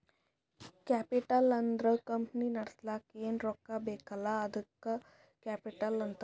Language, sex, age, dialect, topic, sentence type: Kannada, female, 25-30, Northeastern, banking, statement